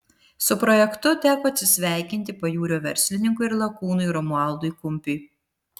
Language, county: Lithuanian, Vilnius